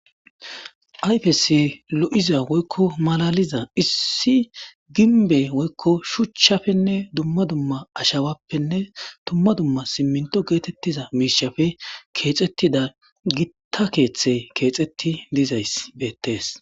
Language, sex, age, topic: Gamo, male, 18-24, government